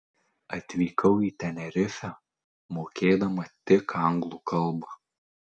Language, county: Lithuanian, Tauragė